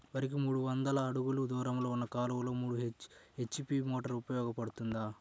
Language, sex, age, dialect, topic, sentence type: Telugu, male, 60-100, Central/Coastal, agriculture, question